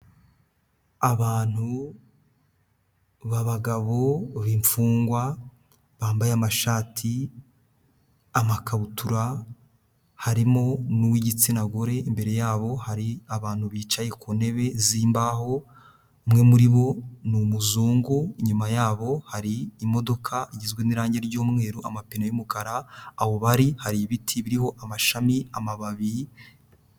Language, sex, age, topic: Kinyarwanda, male, 18-24, government